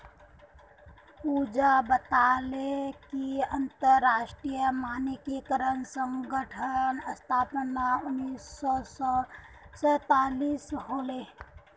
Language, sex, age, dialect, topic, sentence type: Magahi, female, 18-24, Northeastern/Surjapuri, banking, statement